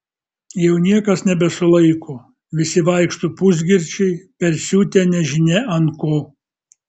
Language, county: Lithuanian, Kaunas